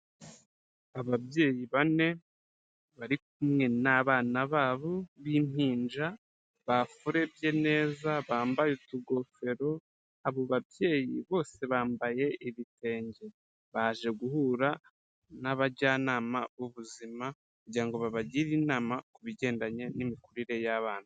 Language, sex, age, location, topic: Kinyarwanda, male, 36-49, Kigali, health